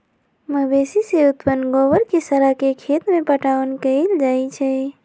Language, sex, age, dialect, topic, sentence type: Magahi, female, 18-24, Western, agriculture, statement